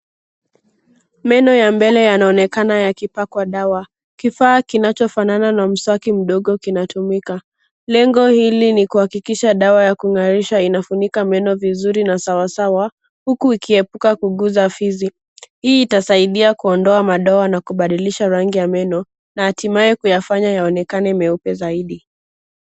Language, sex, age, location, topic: Swahili, female, 18-24, Nairobi, health